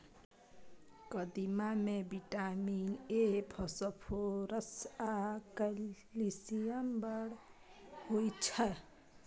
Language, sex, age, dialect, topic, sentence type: Maithili, female, 18-24, Bajjika, agriculture, statement